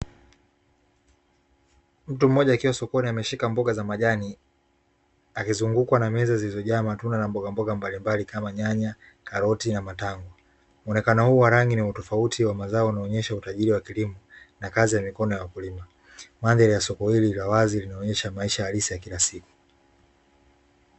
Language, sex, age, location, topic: Swahili, male, 25-35, Dar es Salaam, finance